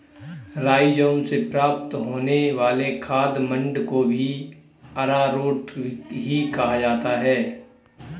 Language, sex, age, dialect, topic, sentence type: Hindi, male, 25-30, Kanauji Braj Bhasha, agriculture, statement